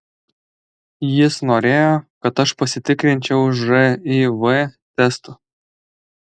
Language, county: Lithuanian, Alytus